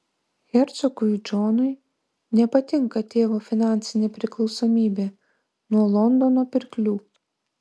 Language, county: Lithuanian, Vilnius